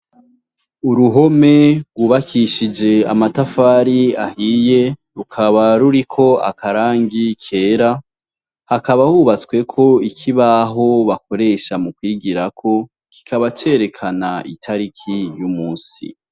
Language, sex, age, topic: Rundi, male, 25-35, education